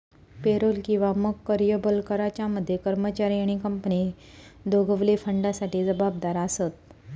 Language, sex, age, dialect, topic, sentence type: Marathi, female, 31-35, Southern Konkan, banking, statement